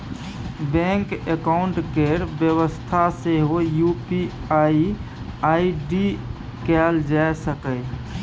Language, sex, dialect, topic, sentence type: Maithili, male, Bajjika, banking, statement